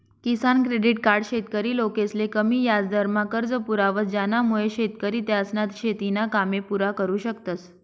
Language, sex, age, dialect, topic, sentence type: Marathi, female, 25-30, Northern Konkan, agriculture, statement